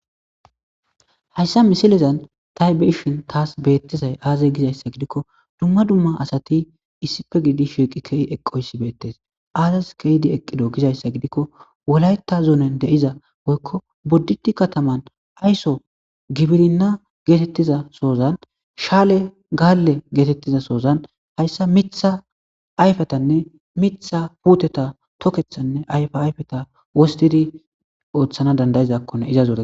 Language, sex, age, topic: Gamo, male, 25-35, agriculture